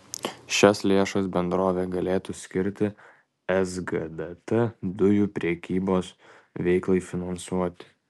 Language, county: Lithuanian, Kaunas